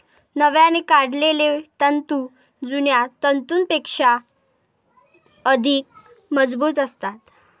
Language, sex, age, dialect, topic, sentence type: Marathi, female, 18-24, Varhadi, agriculture, statement